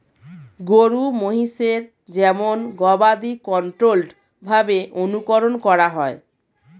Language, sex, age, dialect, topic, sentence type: Bengali, female, 36-40, Standard Colloquial, agriculture, statement